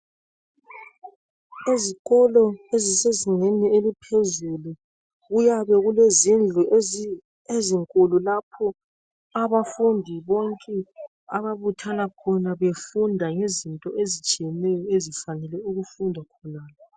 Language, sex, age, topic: North Ndebele, male, 36-49, education